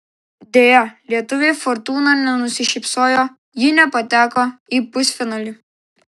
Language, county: Lithuanian, Klaipėda